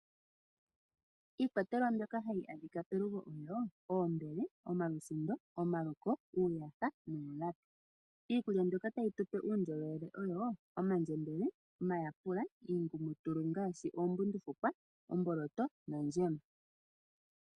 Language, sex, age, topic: Oshiwambo, female, 18-24, agriculture